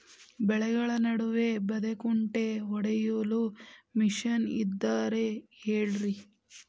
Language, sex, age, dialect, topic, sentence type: Kannada, female, 18-24, Dharwad Kannada, agriculture, question